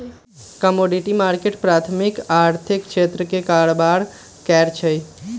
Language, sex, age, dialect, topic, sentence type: Magahi, male, 18-24, Western, banking, statement